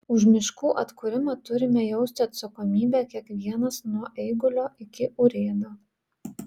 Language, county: Lithuanian, Vilnius